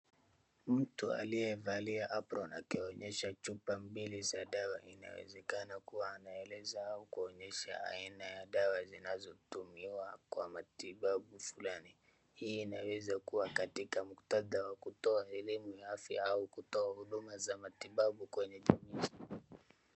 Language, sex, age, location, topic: Swahili, male, 36-49, Wajir, health